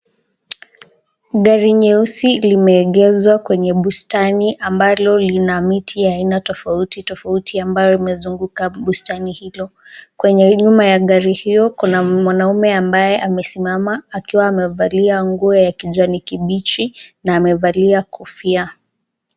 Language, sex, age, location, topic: Swahili, female, 18-24, Nakuru, finance